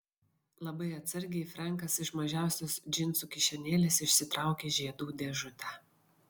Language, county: Lithuanian, Vilnius